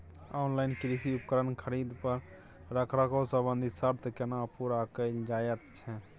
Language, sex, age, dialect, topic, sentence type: Maithili, male, 25-30, Bajjika, agriculture, question